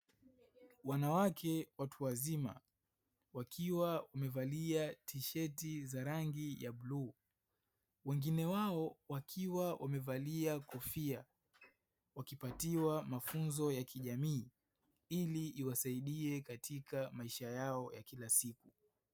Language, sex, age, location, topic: Swahili, male, 25-35, Dar es Salaam, education